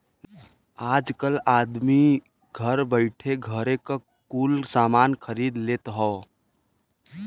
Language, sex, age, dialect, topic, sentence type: Bhojpuri, male, 25-30, Western, banking, statement